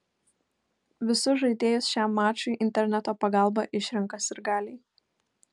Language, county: Lithuanian, Kaunas